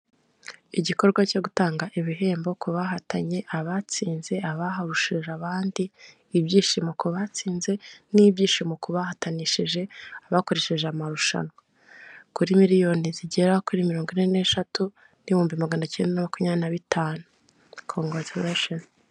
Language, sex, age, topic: Kinyarwanda, female, 18-24, government